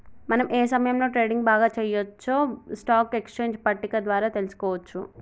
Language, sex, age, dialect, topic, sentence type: Telugu, male, 36-40, Telangana, banking, statement